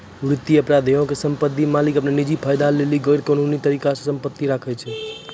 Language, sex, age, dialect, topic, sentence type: Maithili, male, 25-30, Angika, banking, statement